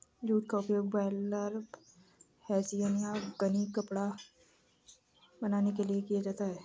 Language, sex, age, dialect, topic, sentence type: Hindi, female, 60-100, Kanauji Braj Bhasha, agriculture, statement